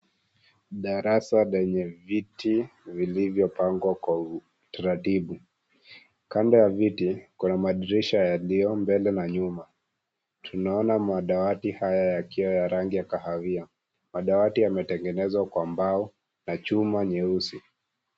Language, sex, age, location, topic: Swahili, female, 25-35, Kisii, education